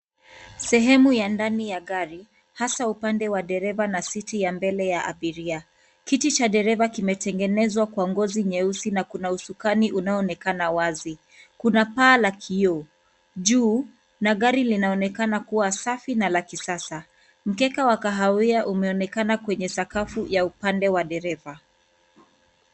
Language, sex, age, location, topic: Swahili, female, 25-35, Nairobi, finance